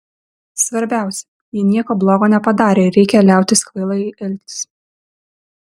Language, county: Lithuanian, Vilnius